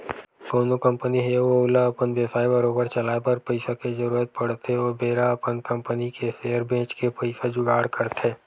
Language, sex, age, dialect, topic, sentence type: Chhattisgarhi, male, 18-24, Western/Budati/Khatahi, banking, statement